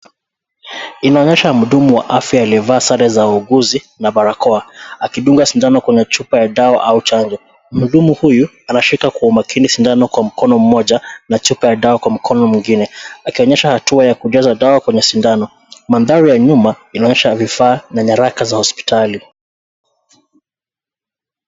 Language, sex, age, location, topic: Swahili, male, 25-35, Nairobi, health